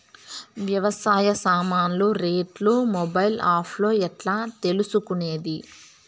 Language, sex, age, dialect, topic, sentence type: Telugu, female, 18-24, Southern, agriculture, question